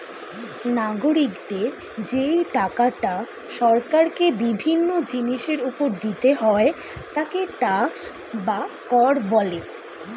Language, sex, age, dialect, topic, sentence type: Bengali, female, 18-24, Standard Colloquial, banking, statement